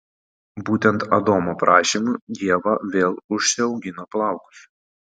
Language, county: Lithuanian, Panevėžys